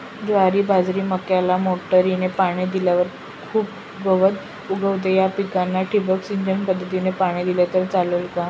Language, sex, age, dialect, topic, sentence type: Marathi, female, 25-30, Northern Konkan, agriculture, question